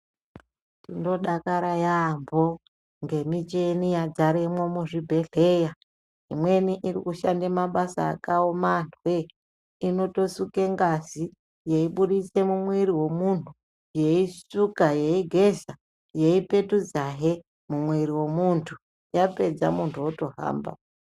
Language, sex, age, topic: Ndau, female, 25-35, health